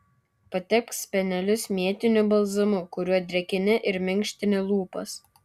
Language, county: Lithuanian, Kaunas